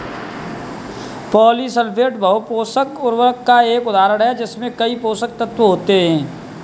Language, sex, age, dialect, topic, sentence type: Hindi, male, 18-24, Kanauji Braj Bhasha, agriculture, statement